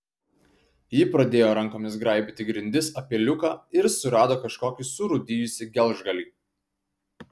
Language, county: Lithuanian, Kaunas